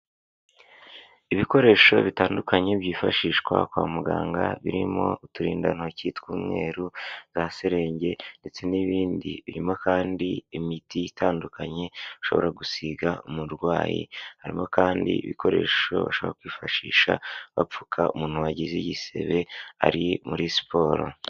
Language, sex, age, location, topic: Kinyarwanda, male, 18-24, Huye, health